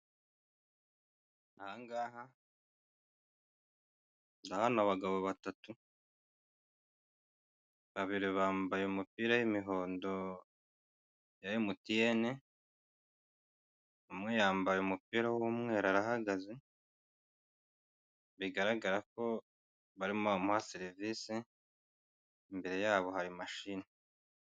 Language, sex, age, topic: Kinyarwanda, male, 25-35, finance